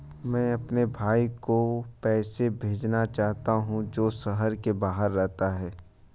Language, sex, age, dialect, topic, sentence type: Hindi, male, 25-30, Hindustani Malvi Khadi Boli, banking, statement